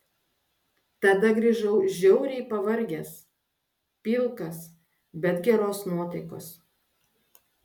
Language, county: Lithuanian, Klaipėda